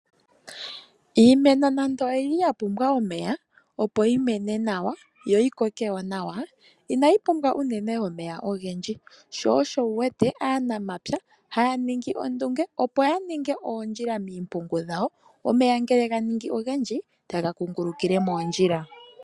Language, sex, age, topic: Oshiwambo, female, 25-35, agriculture